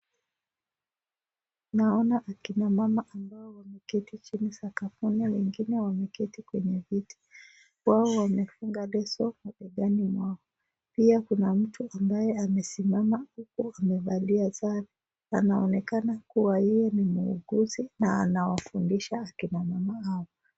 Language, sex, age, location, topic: Swahili, female, 25-35, Nakuru, health